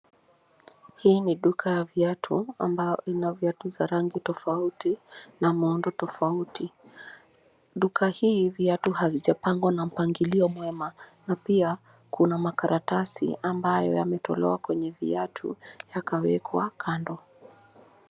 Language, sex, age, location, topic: Swahili, female, 25-35, Nairobi, finance